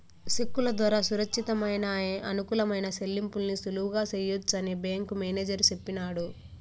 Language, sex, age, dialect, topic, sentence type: Telugu, female, 18-24, Southern, banking, statement